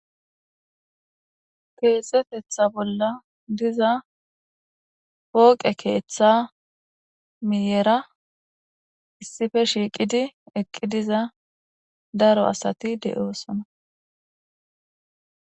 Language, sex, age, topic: Gamo, female, 18-24, government